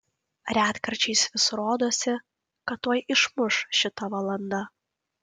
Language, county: Lithuanian, Kaunas